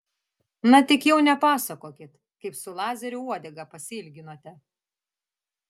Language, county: Lithuanian, Vilnius